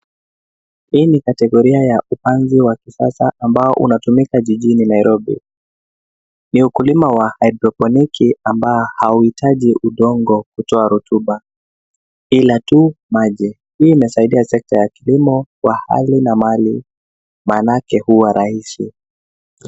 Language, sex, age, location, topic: Swahili, male, 25-35, Nairobi, agriculture